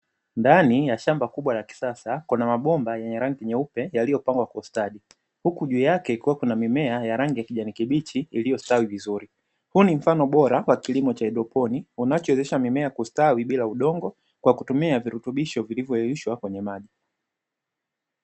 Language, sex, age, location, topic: Swahili, male, 25-35, Dar es Salaam, agriculture